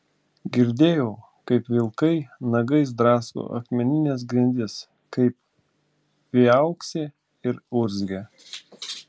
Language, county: Lithuanian, Klaipėda